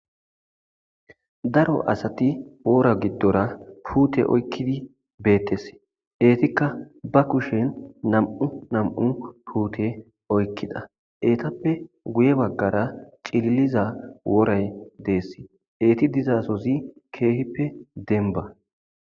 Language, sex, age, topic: Gamo, male, 25-35, agriculture